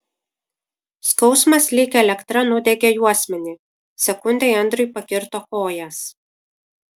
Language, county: Lithuanian, Kaunas